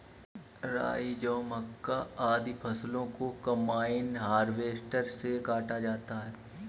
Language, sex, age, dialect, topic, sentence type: Hindi, male, 25-30, Kanauji Braj Bhasha, agriculture, statement